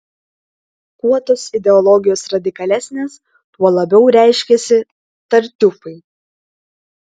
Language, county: Lithuanian, Klaipėda